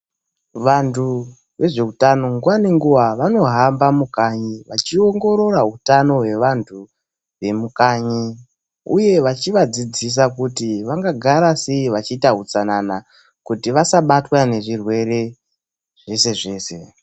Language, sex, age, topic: Ndau, male, 18-24, health